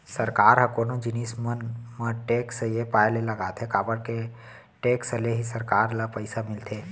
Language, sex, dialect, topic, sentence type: Chhattisgarhi, male, Central, banking, statement